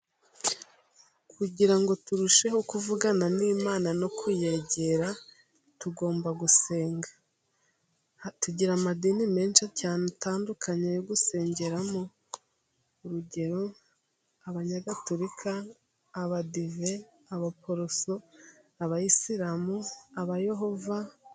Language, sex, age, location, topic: Kinyarwanda, female, 18-24, Musanze, government